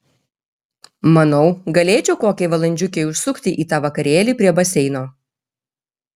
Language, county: Lithuanian, Kaunas